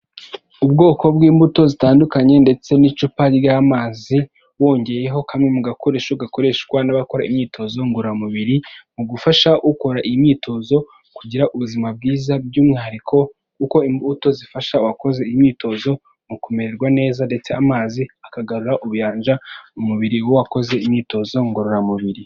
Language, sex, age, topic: Kinyarwanda, male, 18-24, health